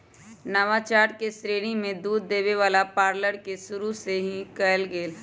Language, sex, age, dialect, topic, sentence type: Magahi, female, 25-30, Western, agriculture, statement